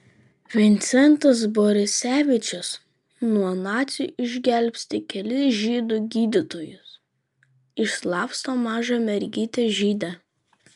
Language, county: Lithuanian, Vilnius